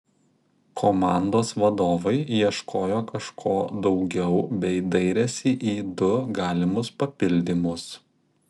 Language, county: Lithuanian, Kaunas